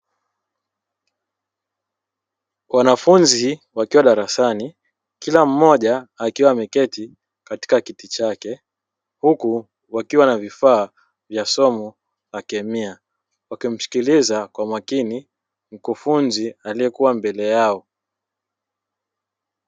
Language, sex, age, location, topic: Swahili, male, 25-35, Dar es Salaam, education